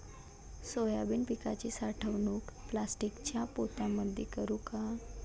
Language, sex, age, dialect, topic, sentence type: Marathi, female, 18-24, Varhadi, agriculture, question